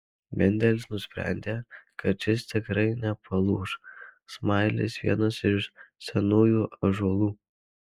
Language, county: Lithuanian, Alytus